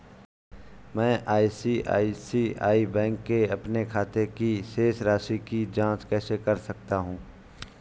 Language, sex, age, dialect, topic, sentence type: Hindi, male, 25-30, Awadhi Bundeli, banking, question